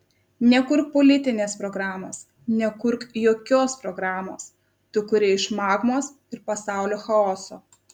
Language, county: Lithuanian, Kaunas